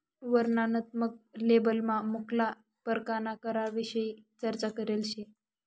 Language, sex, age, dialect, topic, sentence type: Marathi, female, 18-24, Northern Konkan, banking, statement